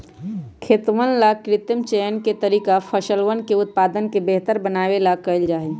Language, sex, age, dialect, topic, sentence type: Magahi, female, 31-35, Western, agriculture, statement